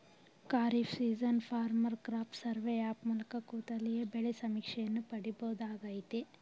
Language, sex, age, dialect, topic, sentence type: Kannada, female, 18-24, Mysore Kannada, agriculture, statement